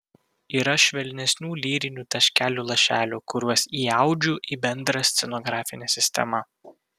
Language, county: Lithuanian, Vilnius